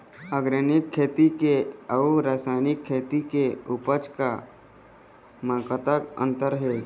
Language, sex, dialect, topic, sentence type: Chhattisgarhi, male, Eastern, agriculture, question